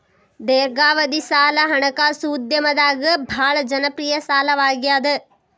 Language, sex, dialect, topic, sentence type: Kannada, female, Dharwad Kannada, banking, statement